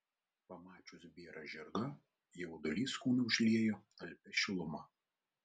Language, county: Lithuanian, Vilnius